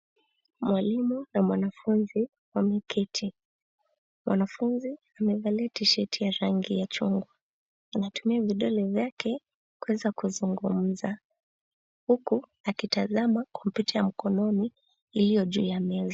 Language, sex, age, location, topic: Swahili, female, 18-24, Nairobi, education